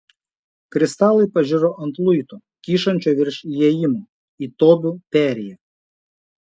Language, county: Lithuanian, Šiauliai